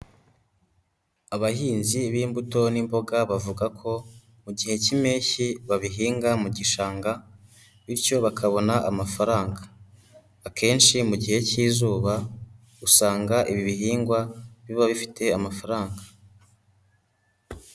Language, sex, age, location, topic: Kinyarwanda, male, 18-24, Nyagatare, agriculture